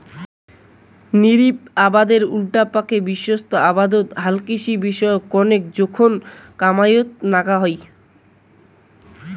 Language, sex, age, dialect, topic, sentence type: Bengali, male, 18-24, Rajbangshi, agriculture, statement